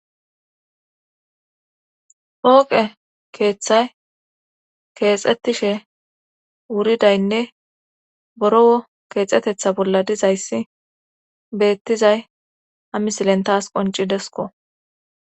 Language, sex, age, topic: Gamo, female, 18-24, government